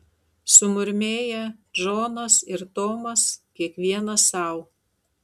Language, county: Lithuanian, Tauragė